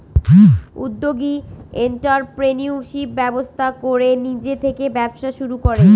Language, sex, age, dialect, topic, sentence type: Bengali, female, 18-24, Northern/Varendri, banking, statement